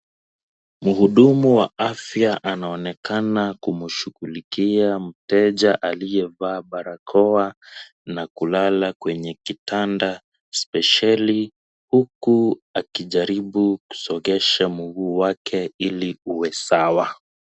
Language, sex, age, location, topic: Swahili, male, 18-24, Kisii, health